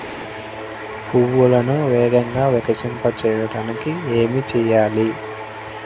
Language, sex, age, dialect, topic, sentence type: Telugu, male, 18-24, Central/Coastal, agriculture, question